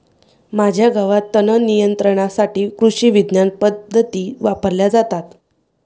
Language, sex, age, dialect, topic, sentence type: Marathi, female, 18-24, Varhadi, agriculture, statement